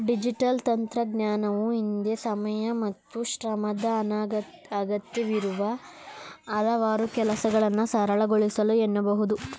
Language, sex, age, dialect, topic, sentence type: Kannada, male, 25-30, Mysore Kannada, banking, statement